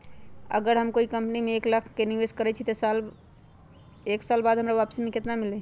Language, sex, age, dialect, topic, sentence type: Magahi, female, 31-35, Western, banking, question